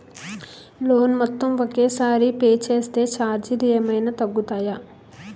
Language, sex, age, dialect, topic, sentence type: Telugu, female, 31-35, Utterandhra, banking, question